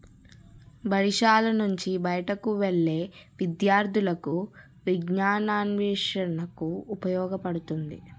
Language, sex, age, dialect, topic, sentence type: Telugu, female, 31-35, Utterandhra, banking, statement